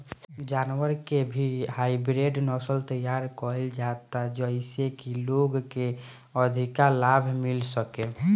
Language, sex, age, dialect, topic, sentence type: Bhojpuri, male, 18-24, Southern / Standard, agriculture, statement